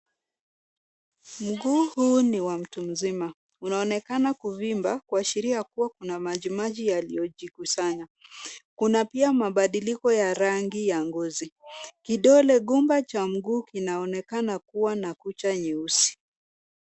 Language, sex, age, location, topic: Swahili, female, 25-35, Nairobi, health